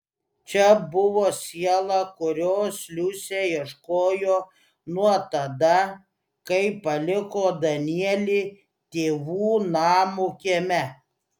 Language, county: Lithuanian, Klaipėda